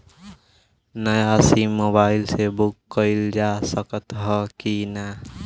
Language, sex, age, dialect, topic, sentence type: Bhojpuri, male, <18, Western, banking, question